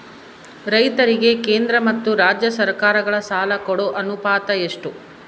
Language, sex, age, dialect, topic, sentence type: Kannada, female, 31-35, Central, agriculture, question